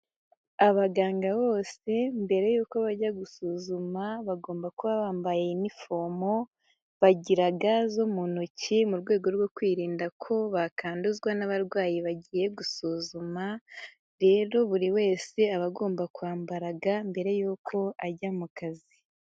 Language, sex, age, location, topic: Kinyarwanda, female, 18-24, Nyagatare, health